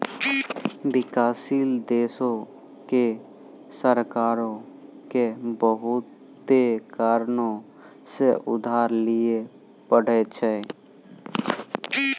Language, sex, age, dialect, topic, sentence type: Maithili, male, 18-24, Angika, banking, statement